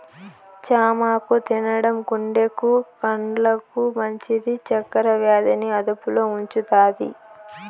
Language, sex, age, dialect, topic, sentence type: Telugu, female, 18-24, Southern, agriculture, statement